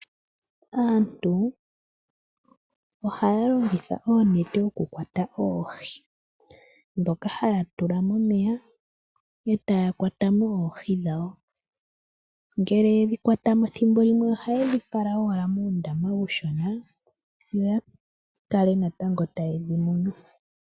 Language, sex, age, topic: Oshiwambo, male, 25-35, agriculture